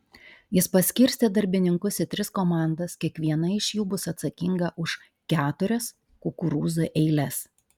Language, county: Lithuanian, Panevėžys